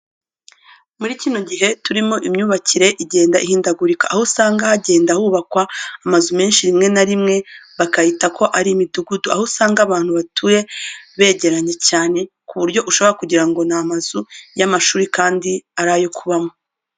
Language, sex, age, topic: Kinyarwanda, female, 25-35, education